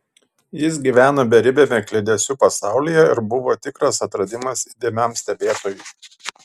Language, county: Lithuanian, Panevėžys